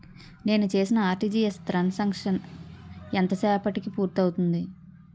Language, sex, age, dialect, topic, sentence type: Telugu, female, 31-35, Utterandhra, banking, question